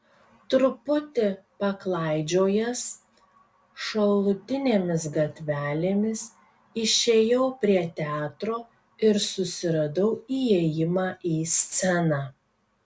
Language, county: Lithuanian, Kaunas